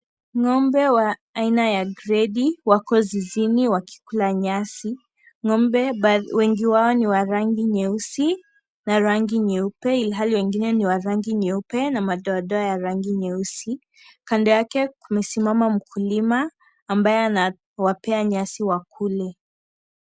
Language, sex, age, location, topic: Swahili, female, 25-35, Kisii, agriculture